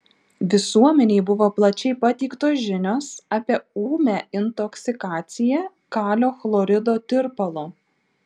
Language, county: Lithuanian, Šiauliai